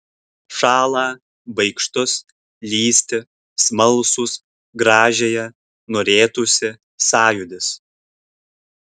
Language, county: Lithuanian, Kaunas